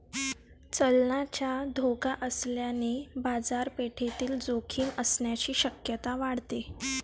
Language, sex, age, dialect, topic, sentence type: Marathi, female, 18-24, Varhadi, banking, statement